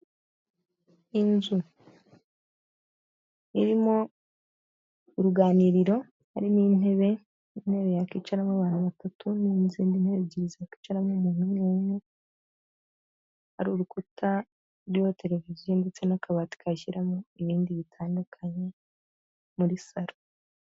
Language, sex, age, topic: Kinyarwanda, female, 18-24, finance